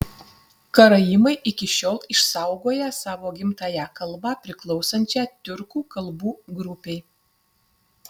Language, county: Lithuanian, Utena